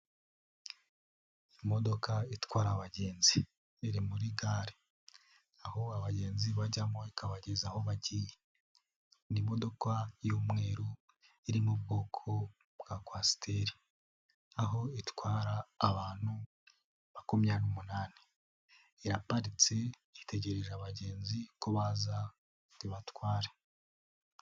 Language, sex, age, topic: Kinyarwanda, male, 18-24, government